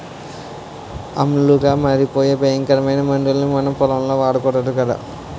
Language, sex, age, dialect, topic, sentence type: Telugu, male, 51-55, Utterandhra, agriculture, statement